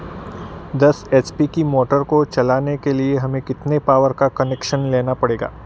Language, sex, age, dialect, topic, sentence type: Hindi, male, 41-45, Marwari Dhudhari, agriculture, question